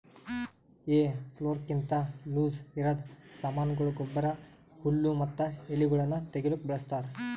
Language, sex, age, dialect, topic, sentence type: Kannada, male, 18-24, Northeastern, agriculture, statement